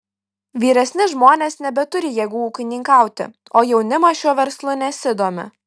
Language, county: Lithuanian, Kaunas